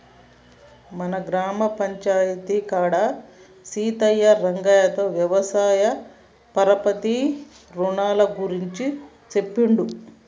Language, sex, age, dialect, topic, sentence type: Telugu, male, 41-45, Telangana, banking, statement